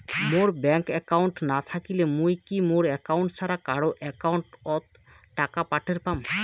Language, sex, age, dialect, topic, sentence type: Bengali, male, 25-30, Rajbangshi, banking, question